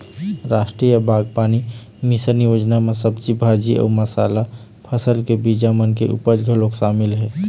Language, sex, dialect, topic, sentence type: Chhattisgarhi, male, Eastern, agriculture, statement